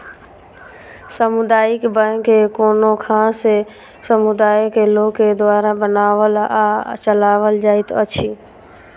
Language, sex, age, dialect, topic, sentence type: Maithili, female, 31-35, Southern/Standard, banking, statement